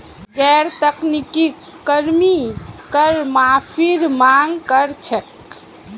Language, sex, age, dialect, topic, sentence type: Magahi, female, 25-30, Northeastern/Surjapuri, banking, statement